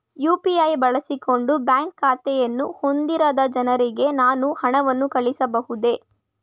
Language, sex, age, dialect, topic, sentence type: Kannada, female, 18-24, Mysore Kannada, banking, question